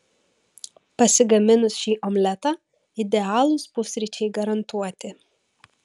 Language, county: Lithuanian, Vilnius